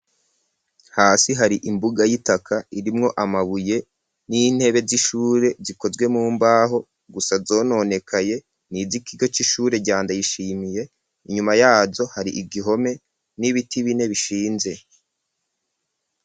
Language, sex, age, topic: Rundi, male, 36-49, education